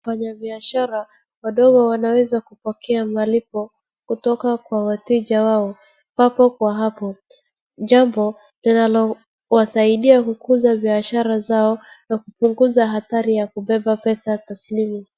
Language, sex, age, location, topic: Swahili, female, 36-49, Wajir, government